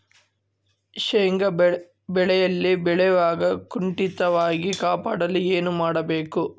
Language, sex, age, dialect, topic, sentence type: Kannada, male, 18-24, Central, agriculture, question